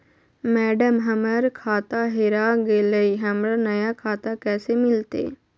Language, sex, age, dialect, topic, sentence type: Magahi, female, 51-55, Southern, banking, question